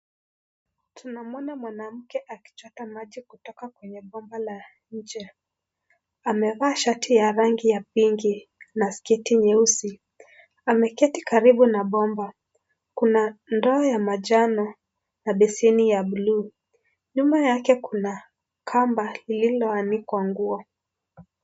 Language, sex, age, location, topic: Swahili, male, 25-35, Kisii, health